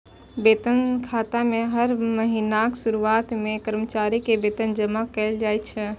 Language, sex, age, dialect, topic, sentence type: Maithili, female, 18-24, Eastern / Thethi, banking, statement